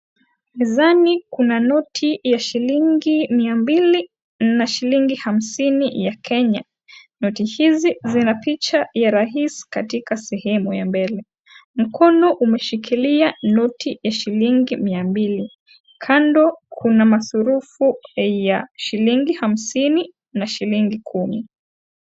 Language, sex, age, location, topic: Swahili, female, 18-24, Kisii, finance